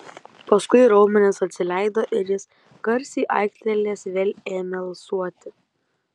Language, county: Lithuanian, Kaunas